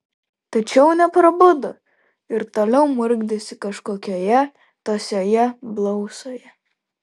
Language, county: Lithuanian, Vilnius